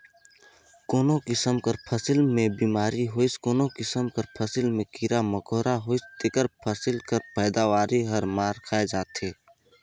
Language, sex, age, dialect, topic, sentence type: Chhattisgarhi, male, 18-24, Northern/Bhandar, agriculture, statement